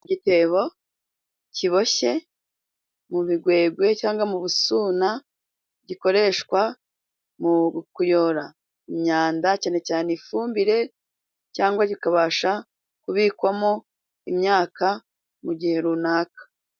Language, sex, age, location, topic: Kinyarwanda, female, 36-49, Musanze, government